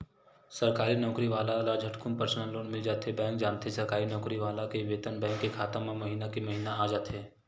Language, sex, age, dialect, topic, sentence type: Chhattisgarhi, male, 18-24, Western/Budati/Khatahi, banking, statement